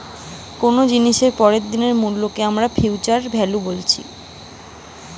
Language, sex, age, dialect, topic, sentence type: Bengali, female, 25-30, Western, banking, statement